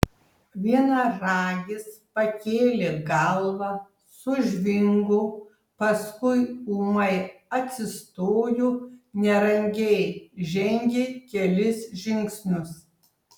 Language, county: Lithuanian, Tauragė